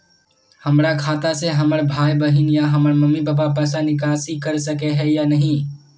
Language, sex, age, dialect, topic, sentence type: Magahi, male, 18-24, Northeastern/Surjapuri, banking, question